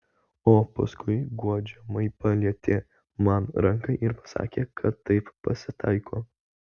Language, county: Lithuanian, Vilnius